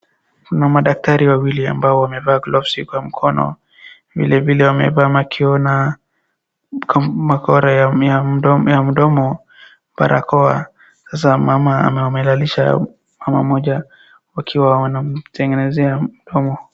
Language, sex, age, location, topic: Swahili, female, 18-24, Wajir, health